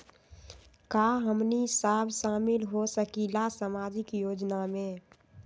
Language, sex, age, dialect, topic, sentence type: Magahi, female, 31-35, Western, banking, question